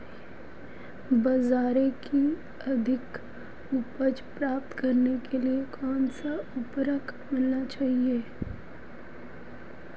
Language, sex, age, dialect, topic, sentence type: Hindi, female, 18-24, Marwari Dhudhari, agriculture, question